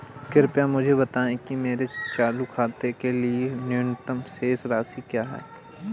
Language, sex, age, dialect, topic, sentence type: Hindi, male, 18-24, Awadhi Bundeli, banking, statement